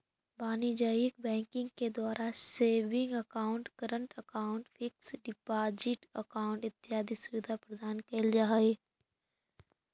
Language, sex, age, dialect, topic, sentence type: Magahi, female, 46-50, Central/Standard, banking, statement